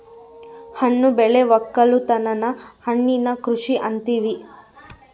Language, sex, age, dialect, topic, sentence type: Kannada, female, 31-35, Central, agriculture, statement